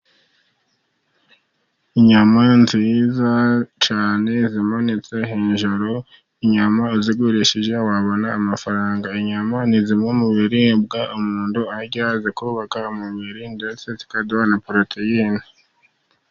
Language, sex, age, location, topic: Kinyarwanda, male, 50+, Musanze, agriculture